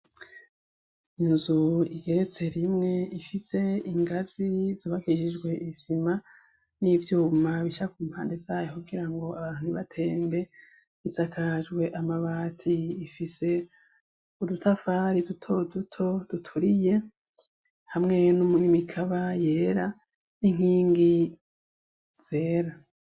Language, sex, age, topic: Rundi, male, 25-35, education